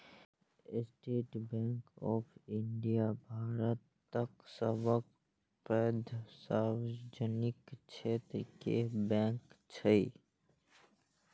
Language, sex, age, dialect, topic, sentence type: Maithili, male, 56-60, Eastern / Thethi, banking, statement